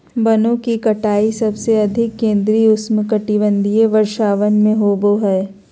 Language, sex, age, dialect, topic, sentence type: Magahi, female, 25-30, Southern, agriculture, statement